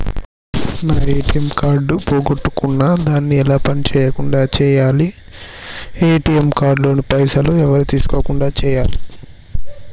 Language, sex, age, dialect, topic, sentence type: Telugu, male, 18-24, Telangana, banking, question